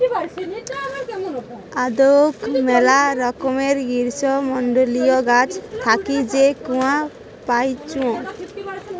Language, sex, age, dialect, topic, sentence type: Bengali, female, 18-24, Western, agriculture, statement